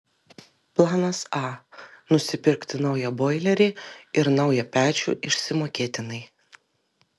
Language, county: Lithuanian, Vilnius